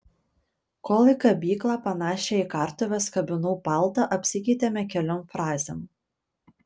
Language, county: Lithuanian, Panevėžys